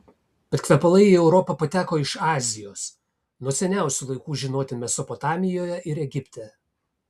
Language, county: Lithuanian, Kaunas